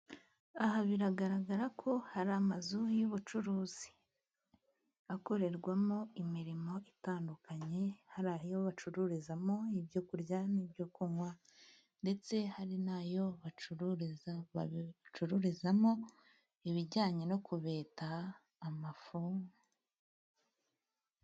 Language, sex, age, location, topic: Kinyarwanda, female, 25-35, Musanze, finance